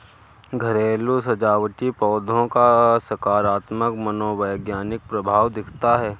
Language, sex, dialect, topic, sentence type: Hindi, male, Kanauji Braj Bhasha, agriculture, statement